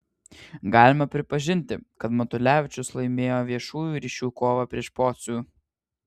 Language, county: Lithuanian, Vilnius